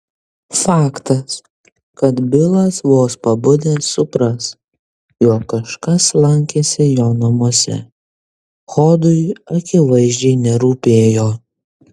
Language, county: Lithuanian, Kaunas